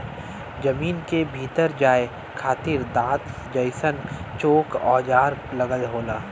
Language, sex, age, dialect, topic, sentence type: Bhojpuri, male, 31-35, Western, agriculture, statement